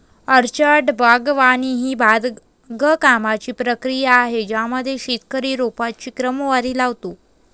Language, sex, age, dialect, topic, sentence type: Marathi, female, 25-30, Varhadi, agriculture, statement